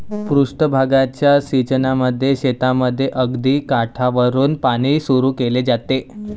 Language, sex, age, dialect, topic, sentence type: Marathi, male, 18-24, Varhadi, agriculture, statement